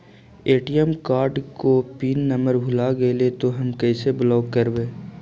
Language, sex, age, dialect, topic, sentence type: Magahi, male, 51-55, Central/Standard, banking, question